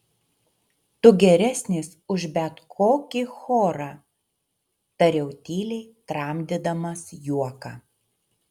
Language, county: Lithuanian, Utena